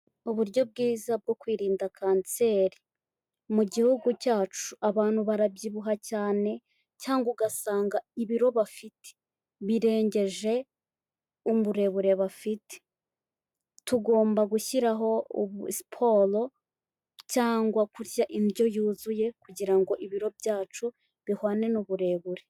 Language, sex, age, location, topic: Kinyarwanda, female, 18-24, Kigali, health